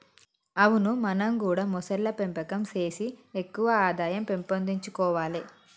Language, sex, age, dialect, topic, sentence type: Telugu, female, 25-30, Telangana, agriculture, statement